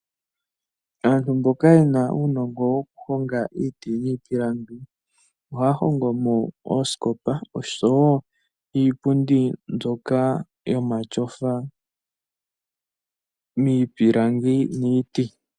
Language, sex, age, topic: Oshiwambo, male, 18-24, finance